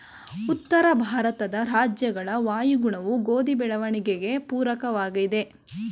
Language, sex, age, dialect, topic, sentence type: Kannada, female, 18-24, Mysore Kannada, agriculture, statement